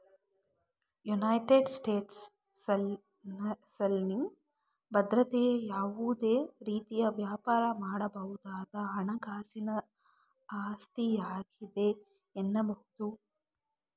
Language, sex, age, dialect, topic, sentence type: Kannada, female, 25-30, Mysore Kannada, banking, statement